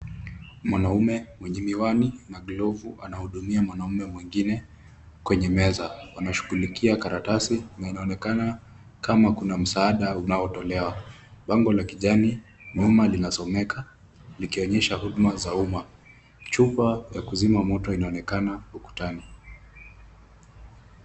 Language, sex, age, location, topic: Swahili, male, 18-24, Kisumu, government